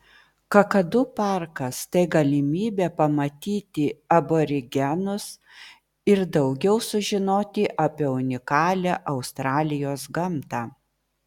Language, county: Lithuanian, Vilnius